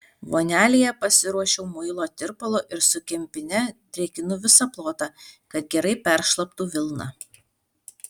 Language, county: Lithuanian, Alytus